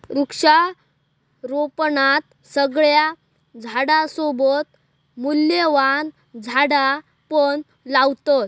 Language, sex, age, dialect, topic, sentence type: Marathi, male, 18-24, Southern Konkan, agriculture, statement